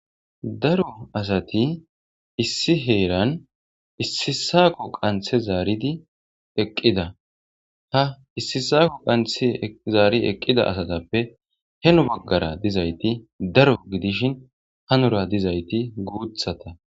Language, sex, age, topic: Gamo, male, 25-35, agriculture